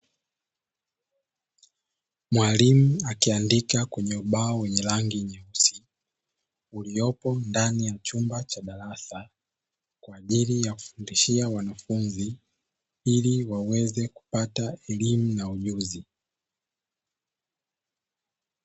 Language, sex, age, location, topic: Swahili, male, 18-24, Dar es Salaam, education